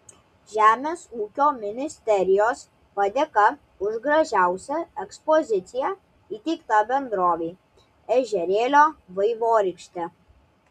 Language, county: Lithuanian, Klaipėda